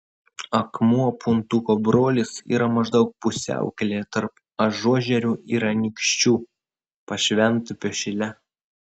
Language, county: Lithuanian, Vilnius